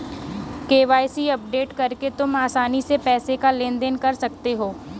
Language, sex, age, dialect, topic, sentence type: Hindi, female, 18-24, Kanauji Braj Bhasha, banking, statement